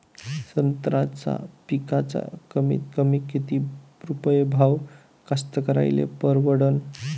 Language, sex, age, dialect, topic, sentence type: Marathi, male, 25-30, Varhadi, agriculture, question